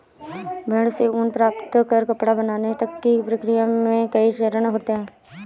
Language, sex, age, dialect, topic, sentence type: Hindi, female, 18-24, Awadhi Bundeli, agriculture, statement